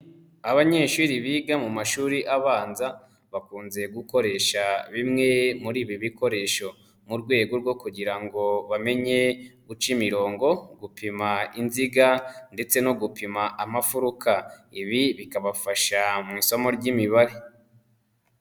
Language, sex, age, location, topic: Kinyarwanda, female, 25-35, Nyagatare, education